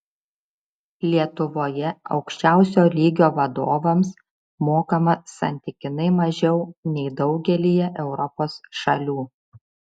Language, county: Lithuanian, Šiauliai